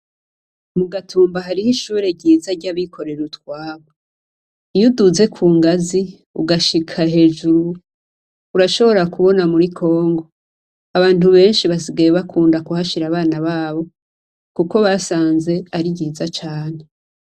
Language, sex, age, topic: Rundi, female, 25-35, education